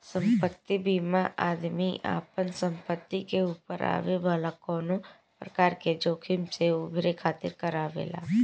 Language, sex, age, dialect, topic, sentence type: Bhojpuri, female, 18-24, Southern / Standard, banking, statement